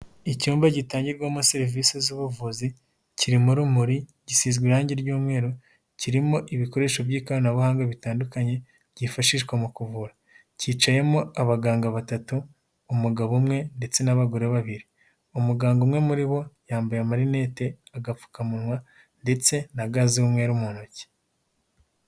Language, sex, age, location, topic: Kinyarwanda, male, 18-24, Nyagatare, health